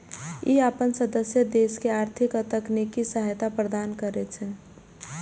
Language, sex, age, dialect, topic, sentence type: Maithili, female, 18-24, Eastern / Thethi, banking, statement